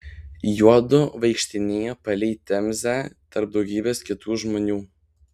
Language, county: Lithuanian, Panevėžys